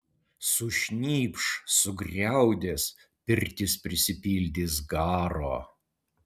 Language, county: Lithuanian, Utena